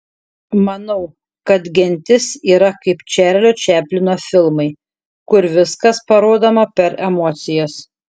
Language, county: Lithuanian, Šiauliai